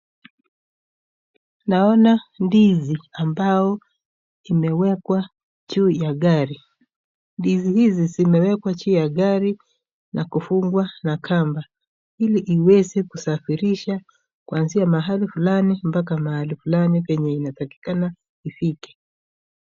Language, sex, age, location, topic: Swahili, female, 36-49, Nakuru, agriculture